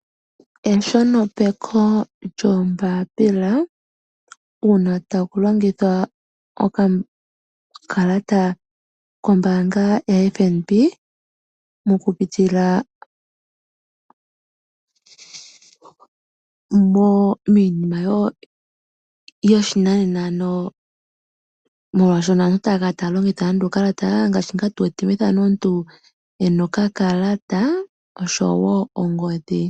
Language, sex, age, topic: Oshiwambo, female, 25-35, finance